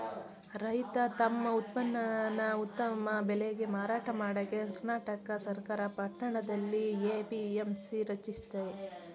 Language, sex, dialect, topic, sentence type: Kannada, female, Mysore Kannada, agriculture, statement